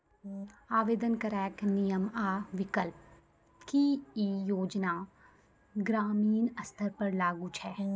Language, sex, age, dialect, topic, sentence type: Maithili, female, 25-30, Angika, banking, question